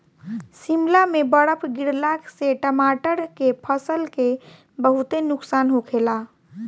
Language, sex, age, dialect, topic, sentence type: Bhojpuri, female, 18-24, Southern / Standard, agriculture, statement